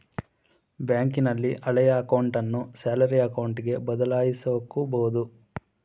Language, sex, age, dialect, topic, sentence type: Kannada, male, 18-24, Mysore Kannada, banking, statement